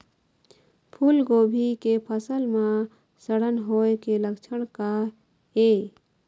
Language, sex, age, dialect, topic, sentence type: Chhattisgarhi, female, 25-30, Eastern, agriculture, question